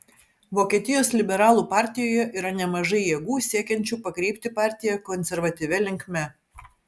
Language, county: Lithuanian, Vilnius